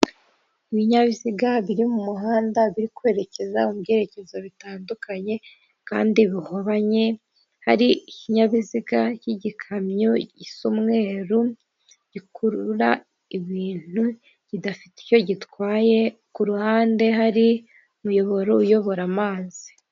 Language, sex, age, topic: Kinyarwanda, female, 18-24, government